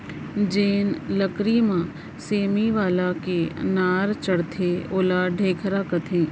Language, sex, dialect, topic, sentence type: Chhattisgarhi, female, Central, agriculture, statement